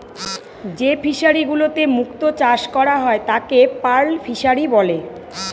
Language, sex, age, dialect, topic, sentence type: Bengali, female, 41-45, Northern/Varendri, agriculture, statement